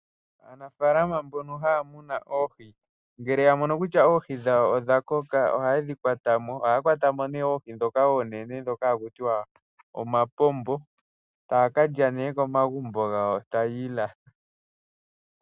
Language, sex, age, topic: Oshiwambo, male, 18-24, agriculture